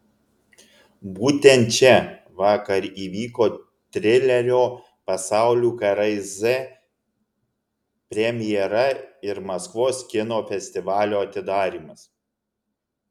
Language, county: Lithuanian, Alytus